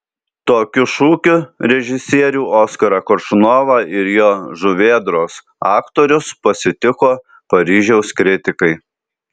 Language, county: Lithuanian, Alytus